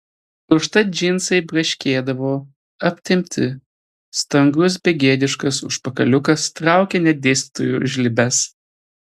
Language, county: Lithuanian, Telšiai